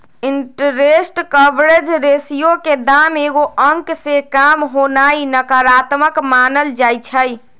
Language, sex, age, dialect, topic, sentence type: Magahi, female, 25-30, Western, banking, statement